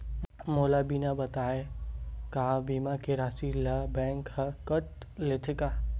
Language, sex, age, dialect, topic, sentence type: Chhattisgarhi, male, 18-24, Western/Budati/Khatahi, banking, question